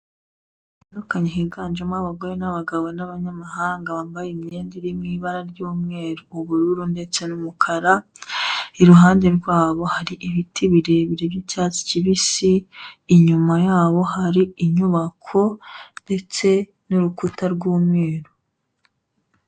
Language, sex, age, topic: Kinyarwanda, female, 18-24, health